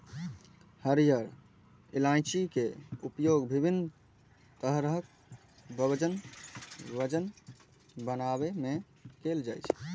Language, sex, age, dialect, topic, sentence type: Maithili, male, 18-24, Eastern / Thethi, agriculture, statement